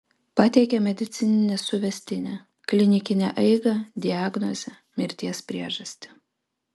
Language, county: Lithuanian, Vilnius